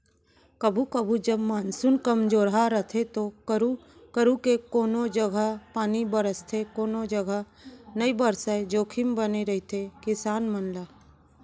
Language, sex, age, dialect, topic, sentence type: Chhattisgarhi, female, 31-35, Central, agriculture, statement